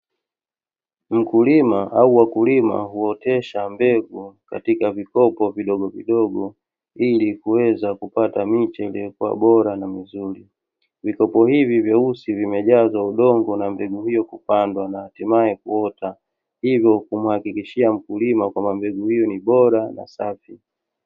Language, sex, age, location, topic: Swahili, male, 36-49, Dar es Salaam, agriculture